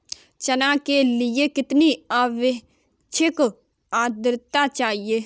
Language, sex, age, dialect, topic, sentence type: Hindi, female, 46-50, Kanauji Braj Bhasha, agriculture, question